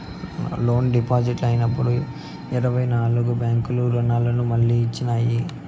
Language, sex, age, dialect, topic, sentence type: Telugu, male, 18-24, Southern, banking, statement